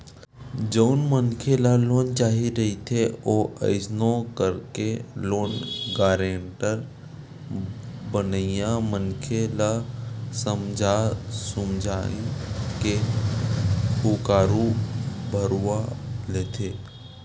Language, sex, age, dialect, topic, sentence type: Chhattisgarhi, male, 31-35, Western/Budati/Khatahi, banking, statement